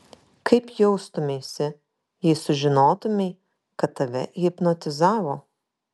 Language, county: Lithuanian, Kaunas